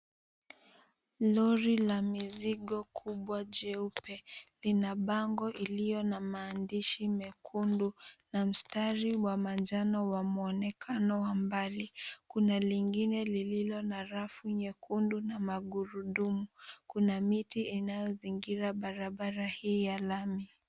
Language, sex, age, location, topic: Swahili, female, 18-24, Mombasa, government